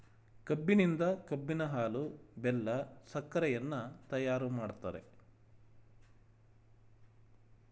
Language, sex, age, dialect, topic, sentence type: Kannada, male, 36-40, Mysore Kannada, agriculture, statement